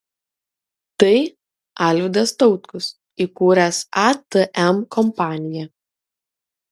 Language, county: Lithuanian, Kaunas